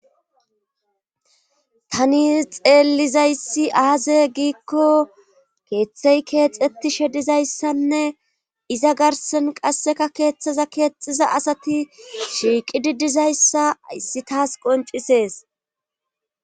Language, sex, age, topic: Gamo, female, 25-35, government